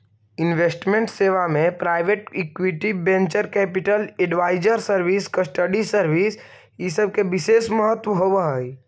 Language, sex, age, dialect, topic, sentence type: Magahi, male, 25-30, Central/Standard, banking, statement